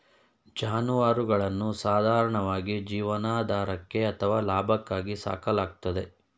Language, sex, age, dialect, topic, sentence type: Kannada, male, 31-35, Mysore Kannada, agriculture, statement